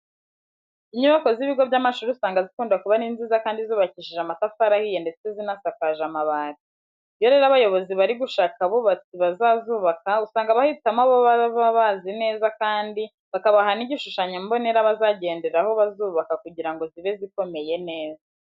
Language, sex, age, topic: Kinyarwanda, female, 18-24, education